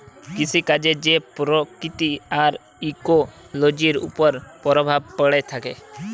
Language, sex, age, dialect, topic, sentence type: Bengali, male, 18-24, Jharkhandi, agriculture, statement